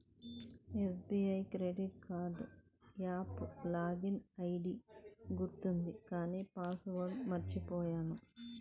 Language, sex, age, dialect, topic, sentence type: Telugu, female, 46-50, Central/Coastal, banking, statement